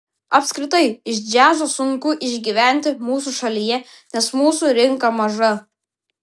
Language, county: Lithuanian, Vilnius